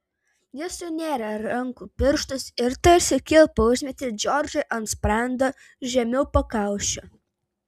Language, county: Lithuanian, Vilnius